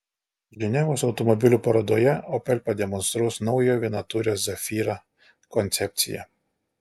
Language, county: Lithuanian, Alytus